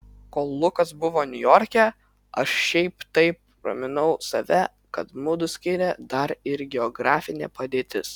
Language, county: Lithuanian, Vilnius